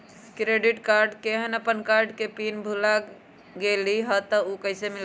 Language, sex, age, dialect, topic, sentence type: Magahi, female, 25-30, Western, banking, question